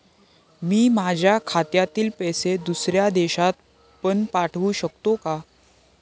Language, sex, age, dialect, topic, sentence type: Marathi, male, 18-24, Standard Marathi, banking, question